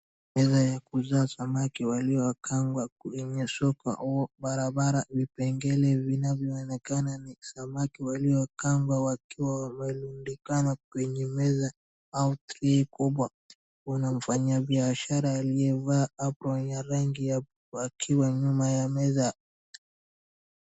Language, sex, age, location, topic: Swahili, male, 36-49, Wajir, finance